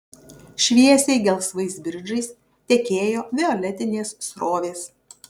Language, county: Lithuanian, Kaunas